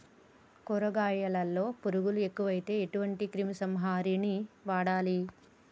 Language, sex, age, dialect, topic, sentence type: Telugu, female, 25-30, Telangana, agriculture, question